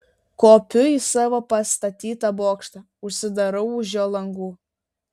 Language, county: Lithuanian, Vilnius